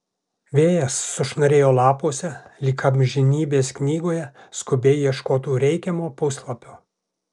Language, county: Lithuanian, Alytus